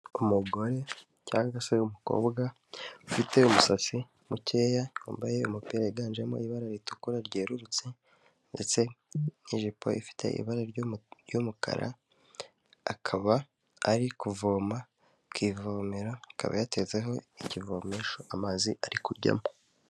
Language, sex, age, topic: Kinyarwanda, male, 18-24, health